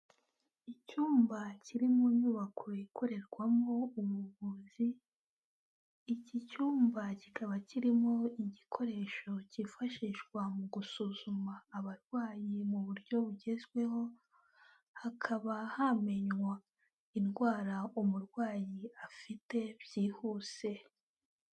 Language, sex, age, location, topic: Kinyarwanda, female, 18-24, Kigali, health